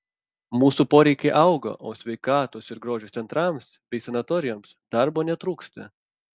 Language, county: Lithuanian, Panevėžys